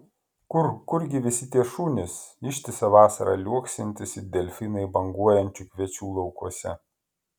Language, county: Lithuanian, Klaipėda